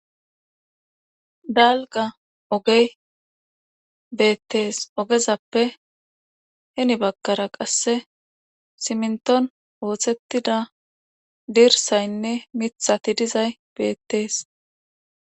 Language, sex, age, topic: Gamo, female, 36-49, government